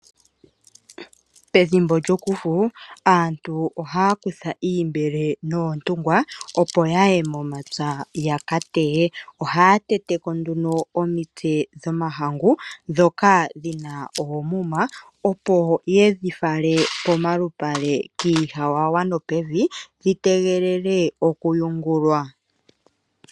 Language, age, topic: Oshiwambo, 25-35, agriculture